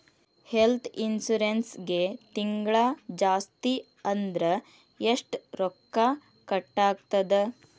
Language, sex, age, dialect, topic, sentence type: Kannada, female, 36-40, Dharwad Kannada, banking, statement